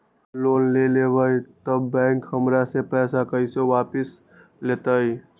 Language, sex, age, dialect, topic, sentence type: Magahi, male, 18-24, Western, banking, question